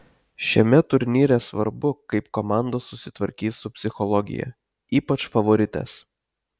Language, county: Lithuanian, Telšiai